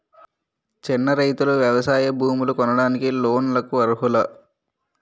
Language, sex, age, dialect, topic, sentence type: Telugu, male, 18-24, Utterandhra, agriculture, statement